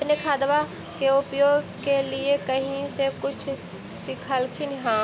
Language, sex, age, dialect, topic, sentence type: Magahi, female, 18-24, Central/Standard, agriculture, question